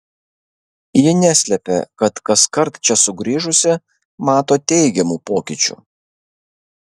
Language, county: Lithuanian, Kaunas